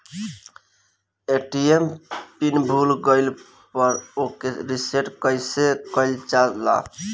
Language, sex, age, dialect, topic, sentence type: Bhojpuri, male, 18-24, Southern / Standard, banking, question